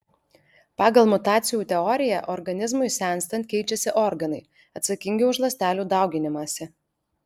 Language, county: Lithuanian, Alytus